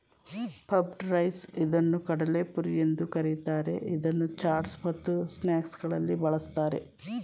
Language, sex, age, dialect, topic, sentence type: Kannada, female, 36-40, Mysore Kannada, agriculture, statement